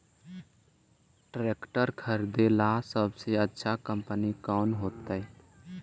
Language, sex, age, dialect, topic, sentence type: Magahi, male, 18-24, Central/Standard, agriculture, question